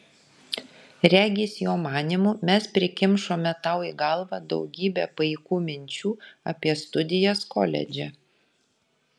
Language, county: Lithuanian, Kaunas